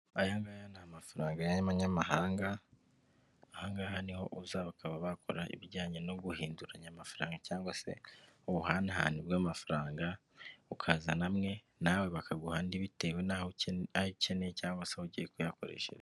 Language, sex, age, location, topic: Kinyarwanda, male, 25-35, Kigali, finance